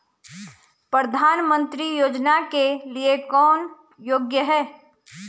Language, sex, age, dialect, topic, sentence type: Hindi, female, 36-40, Garhwali, banking, question